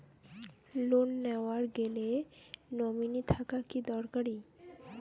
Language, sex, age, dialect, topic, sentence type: Bengali, female, 18-24, Rajbangshi, banking, question